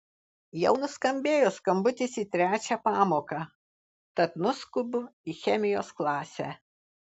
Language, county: Lithuanian, Alytus